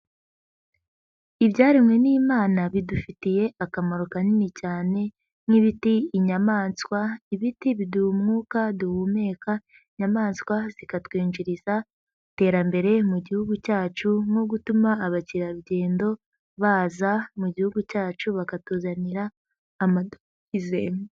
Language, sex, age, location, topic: Kinyarwanda, female, 18-24, Huye, agriculture